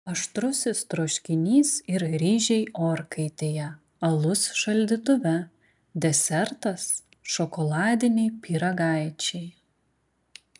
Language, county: Lithuanian, Klaipėda